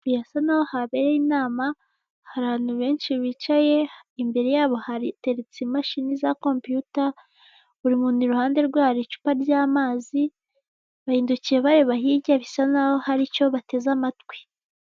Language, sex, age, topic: Kinyarwanda, female, 18-24, government